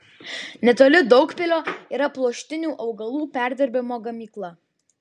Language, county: Lithuanian, Vilnius